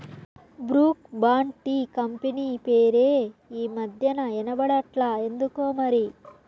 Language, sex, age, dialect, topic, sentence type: Telugu, male, 36-40, Southern, agriculture, statement